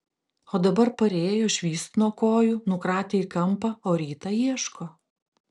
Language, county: Lithuanian, Klaipėda